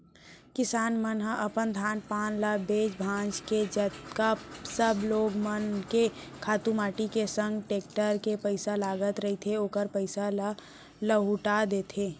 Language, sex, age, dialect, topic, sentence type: Chhattisgarhi, female, 18-24, Central, banking, statement